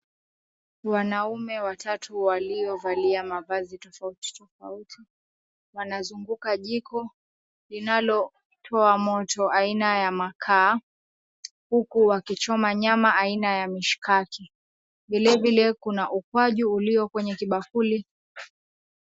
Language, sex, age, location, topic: Swahili, female, 25-35, Mombasa, agriculture